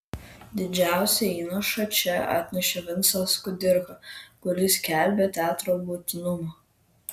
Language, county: Lithuanian, Kaunas